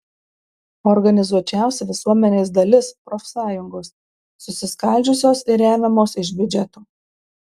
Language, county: Lithuanian, Marijampolė